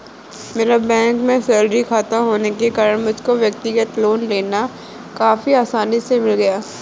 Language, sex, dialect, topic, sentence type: Hindi, female, Kanauji Braj Bhasha, banking, statement